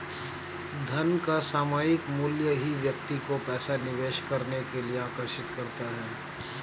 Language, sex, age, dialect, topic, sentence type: Hindi, male, 31-35, Awadhi Bundeli, banking, statement